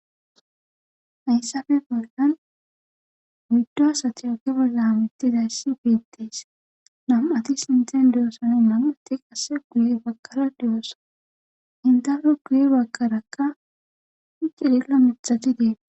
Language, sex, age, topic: Gamo, female, 18-24, government